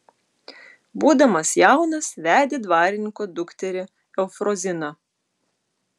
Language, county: Lithuanian, Utena